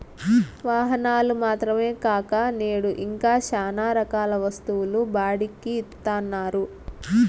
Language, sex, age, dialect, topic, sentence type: Telugu, female, 18-24, Southern, banking, statement